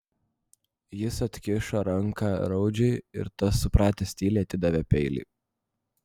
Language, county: Lithuanian, Vilnius